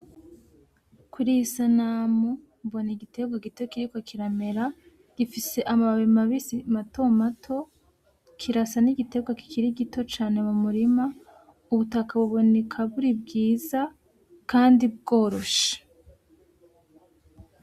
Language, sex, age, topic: Rundi, female, 18-24, agriculture